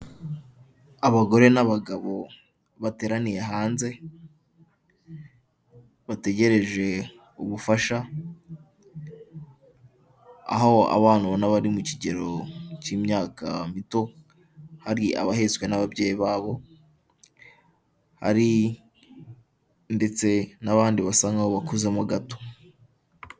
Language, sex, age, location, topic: Kinyarwanda, male, 18-24, Kigali, health